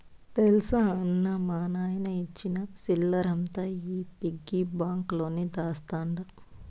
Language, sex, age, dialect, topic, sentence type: Telugu, female, 25-30, Southern, banking, statement